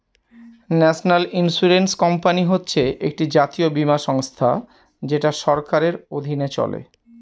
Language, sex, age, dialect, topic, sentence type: Bengali, male, 41-45, Northern/Varendri, banking, statement